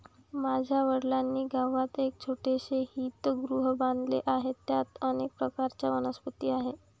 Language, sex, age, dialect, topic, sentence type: Marathi, female, 18-24, Varhadi, agriculture, statement